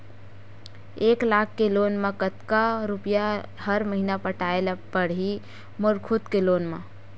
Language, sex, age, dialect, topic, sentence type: Chhattisgarhi, female, 56-60, Western/Budati/Khatahi, banking, question